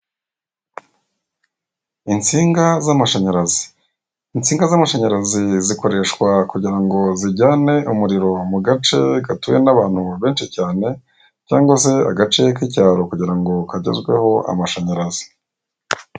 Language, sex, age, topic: Kinyarwanda, male, 18-24, government